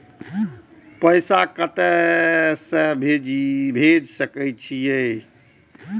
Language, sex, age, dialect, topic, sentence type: Maithili, male, 41-45, Eastern / Thethi, banking, question